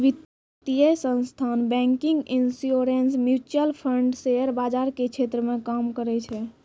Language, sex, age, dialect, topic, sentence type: Maithili, female, 46-50, Angika, banking, statement